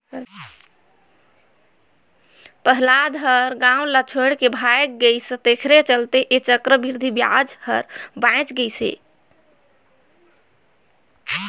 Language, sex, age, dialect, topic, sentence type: Chhattisgarhi, female, 31-35, Northern/Bhandar, banking, statement